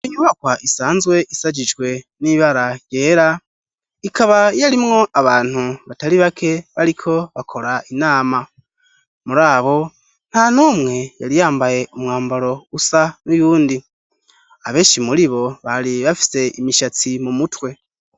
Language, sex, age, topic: Rundi, male, 18-24, education